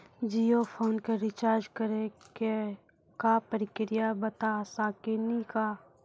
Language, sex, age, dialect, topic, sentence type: Maithili, female, 18-24, Angika, banking, question